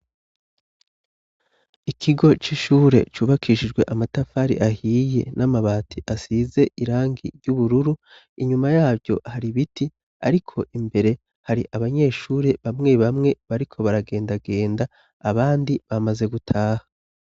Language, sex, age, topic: Rundi, male, 36-49, education